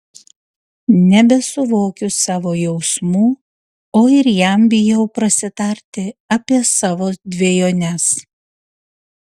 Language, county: Lithuanian, Utena